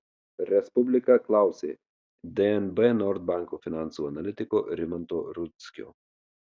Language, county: Lithuanian, Marijampolė